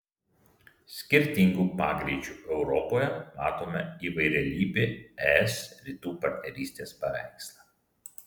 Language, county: Lithuanian, Vilnius